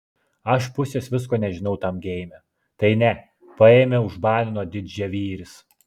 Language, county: Lithuanian, Klaipėda